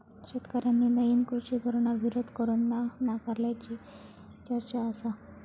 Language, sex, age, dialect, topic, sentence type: Marathi, female, 36-40, Southern Konkan, agriculture, statement